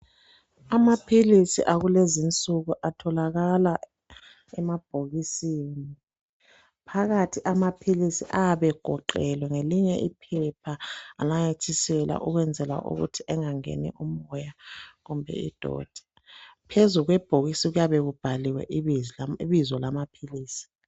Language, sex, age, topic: North Ndebele, male, 25-35, health